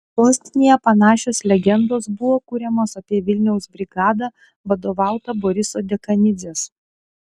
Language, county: Lithuanian, Klaipėda